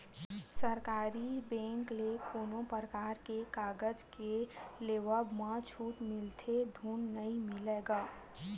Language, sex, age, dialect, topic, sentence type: Chhattisgarhi, female, 18-24, Western/Budati/Khatahi, banking, statement